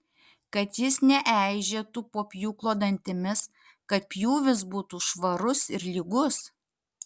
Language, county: Lithuanian, Kaunas